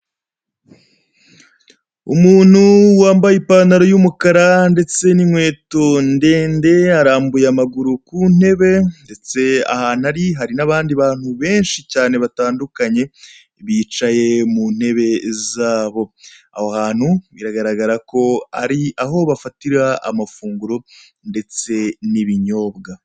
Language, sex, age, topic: Kinyarwanda, male, 25-35, finance